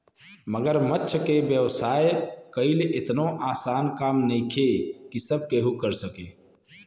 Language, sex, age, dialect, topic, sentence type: Bhojpuri, male, 25-30, Western, agriculture, statement